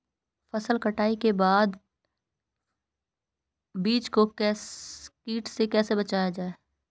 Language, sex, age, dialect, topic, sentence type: Hindi, female, 31-35, Marwari Dhudhari, agriculture, question